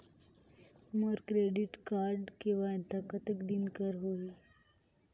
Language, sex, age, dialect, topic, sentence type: Chhattisgarhi, female, 18-24, Northern/Bhandar, banking, question